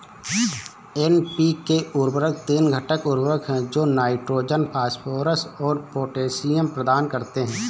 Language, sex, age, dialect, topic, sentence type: Hindi, male, 25-30, Awadhi Bundeli, agriculture, statement